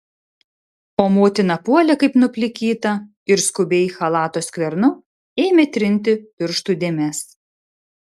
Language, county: Lithuanian, Šiauliai